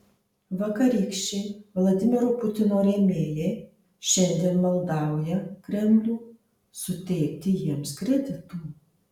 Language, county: Lithuanian, Marijampolė